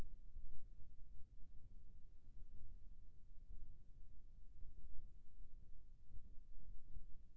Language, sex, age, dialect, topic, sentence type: Chhattisgarhi, male, 56-60, Eastern, agriculture, question